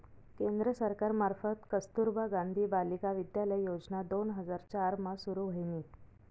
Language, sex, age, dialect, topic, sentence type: Marathi, female, 31-35, Northern Konkan, banking, statement